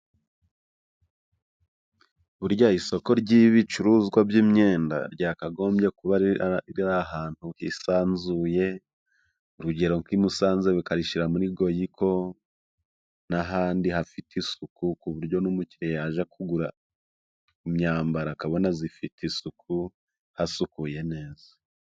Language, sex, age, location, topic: Kinyarwanda, male, 25-35, Musanze, finance